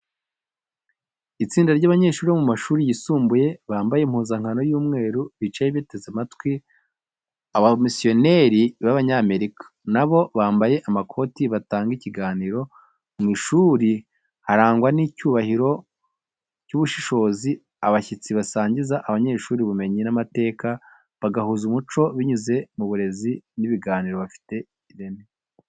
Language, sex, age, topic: Kinyarwanda, male, 25-35, education